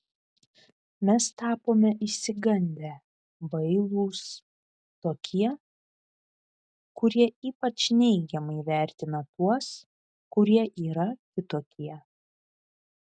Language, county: Lithuanian, Vilnius